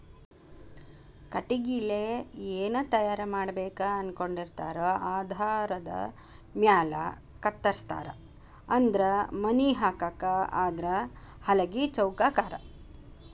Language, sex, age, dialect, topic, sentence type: Kannada, female, 56-60, Dharwad Kannada, agriculture, statement